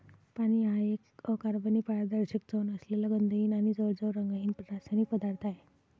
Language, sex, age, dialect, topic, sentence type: Marathi, female, 31-35, Varhadi, agriculture, statement